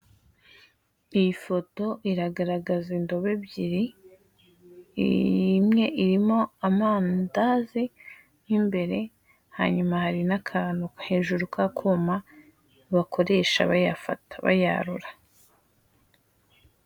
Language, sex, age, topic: Kinyarwanda, female, 18-24, finance